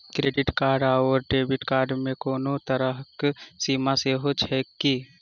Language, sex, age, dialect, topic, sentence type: Maithili, female, 25-30, Southern/Standard, banking, question